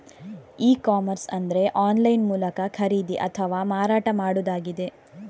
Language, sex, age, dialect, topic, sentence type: Kannada, female, 46-50, Coastal/Dakshin, agriculture, statement